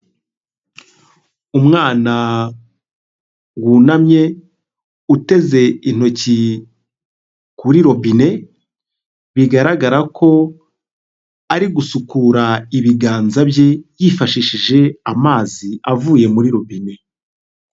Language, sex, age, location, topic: Kinyarwanda, male, 25-35, Huye, health